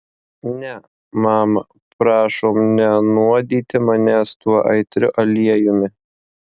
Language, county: Lithuanian, Marijampolė